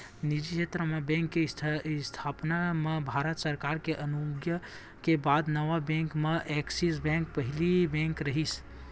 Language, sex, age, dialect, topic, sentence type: Chhattisgarhi, male, 18-24, Western/Budati/Khatahi, banking, statement